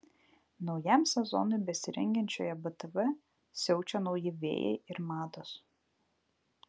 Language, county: Lithuanian, Vilnius